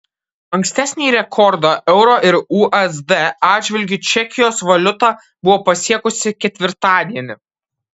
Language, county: Lithuanian, Kaunas